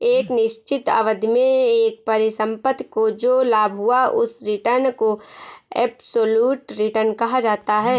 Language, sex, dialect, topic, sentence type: Hindi, female, Marwari Dhudhari, banking, statement